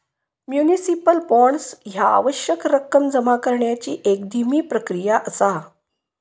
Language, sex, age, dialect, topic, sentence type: Marathi, female, 56-60, Southern Konkan, banking, statement